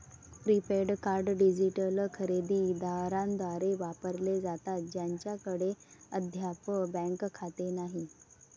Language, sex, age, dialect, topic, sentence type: Marathi, female, 31-35, Varhadi, banking, statement